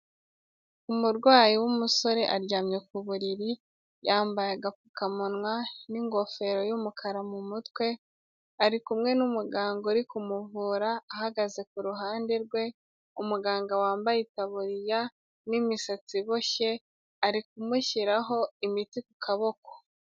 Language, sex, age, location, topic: Kinyarwanda, female, 18-24, Kigali, health